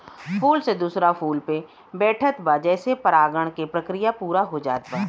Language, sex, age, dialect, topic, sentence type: Bhojpuri, female, 36-40, Western, agriculture, statement